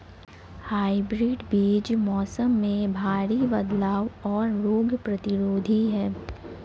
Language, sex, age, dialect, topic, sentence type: Hindi, male, 18-24, Marwari Dhudhari, agriculture, statement